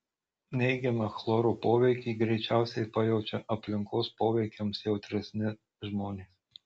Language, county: Lithuanian, Marijampolė